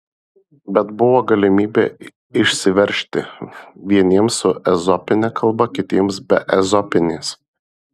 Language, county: Lithuanian, Marijampolė